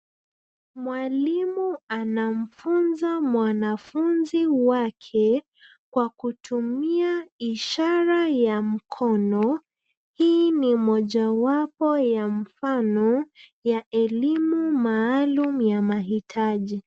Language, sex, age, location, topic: Swahili, female, 25-35, Nairobi, education